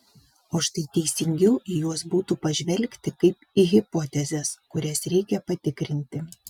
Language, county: Lithuanian, Vilnius